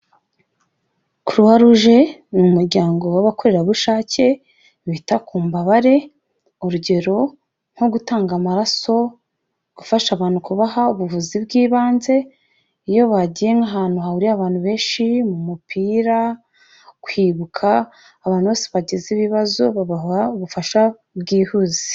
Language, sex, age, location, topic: Kinyarwanda, female, 25-35, Kigali, health